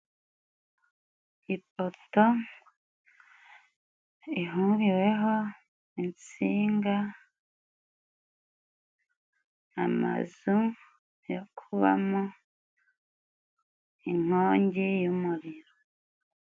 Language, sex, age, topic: Kinyarwanda, female, 25-35, government